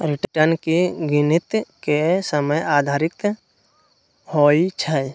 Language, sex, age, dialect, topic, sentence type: Magahi, male, 60-100, Western, banking, statement